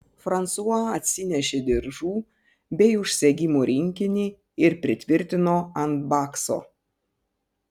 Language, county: Lithuanian, Panevėžys